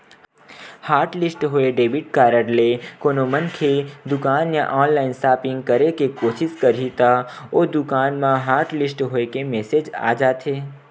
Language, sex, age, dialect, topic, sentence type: Chhattisgarhi, male, 18-24, Western/Budati/Khatahi, banking, statement